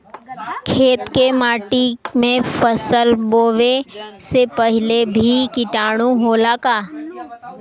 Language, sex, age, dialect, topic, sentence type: Bhojpuri, female, 18-24, Western, agriculture, question